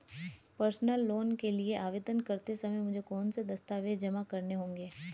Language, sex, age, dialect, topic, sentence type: Hindi, female, 31-35, Hindustani Malvi Khadi Boli, banking, question